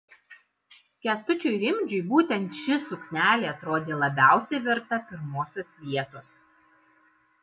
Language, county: Lithuanian, Kaunas